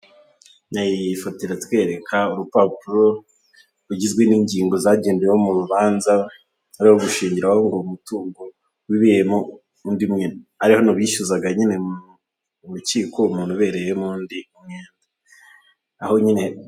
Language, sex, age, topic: Kinyarwanda, male, 18-24, government